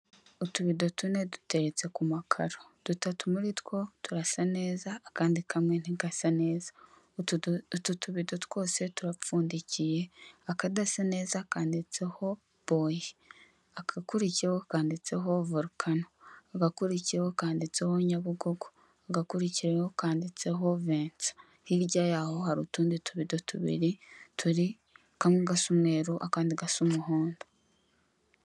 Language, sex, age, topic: Kinyarwanda, female, 18-24, finance